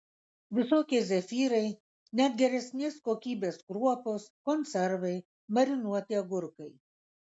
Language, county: Lithuanian, Kaunas